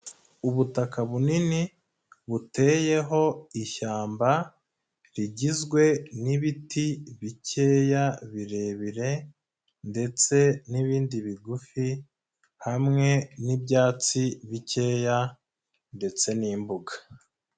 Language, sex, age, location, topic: Kinyarwanda, male, 25-35, Nyagatare, agriculture